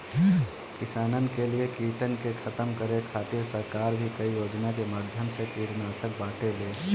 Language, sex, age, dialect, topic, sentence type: Bhojpuri, male, 25-30, Northern, agriculture, statement